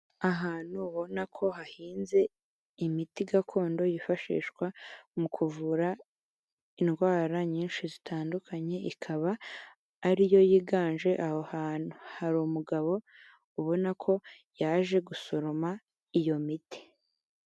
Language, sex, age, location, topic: Kinyarwanda, female, 36-49, Kigali, health